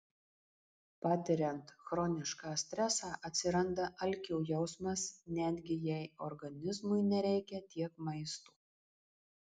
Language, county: Lithuanian, Marijampolė